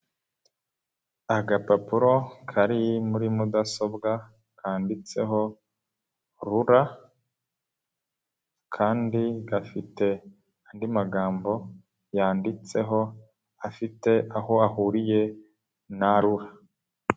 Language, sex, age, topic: Kinyarwanda, male, 18-24, government